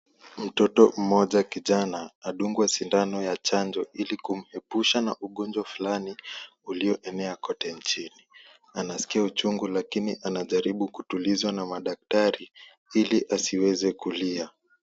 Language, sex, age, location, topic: Swahili, male, 18-24, Kisumu, health